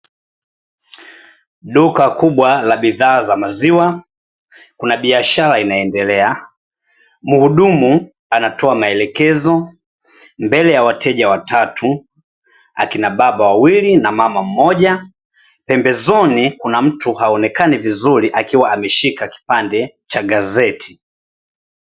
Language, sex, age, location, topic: Swahili, male, 25-35, Dar es Salaam, finance